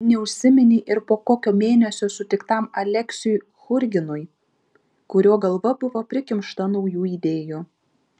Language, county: Lithuanian, Šiauliai